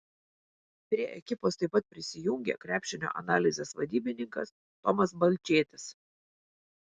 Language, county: Lithuanian, Vilnius